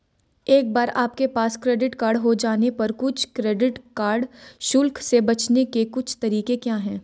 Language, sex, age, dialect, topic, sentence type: Hindi, female, 18-24, Hindustani Malvi Khadi Boli, banking, question